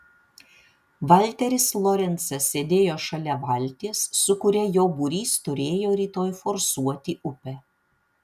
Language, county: Lithuanian, Vilnius